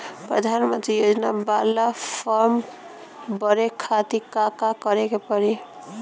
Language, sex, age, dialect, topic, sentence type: Bhojpuri, female, 18-24, Northern, banking, question